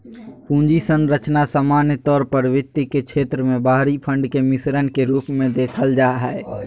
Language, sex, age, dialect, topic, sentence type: Magahi, male, 18-24, Southern, banking, statement